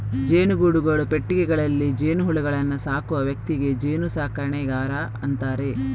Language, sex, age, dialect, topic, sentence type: Kannada, female, 25-30, Coastal/Dakshin, agriculture, statement